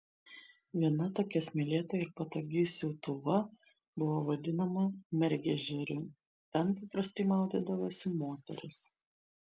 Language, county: Lithuanian, Šiauliai